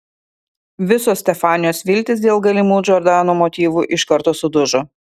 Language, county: Lithuanian, Kaunas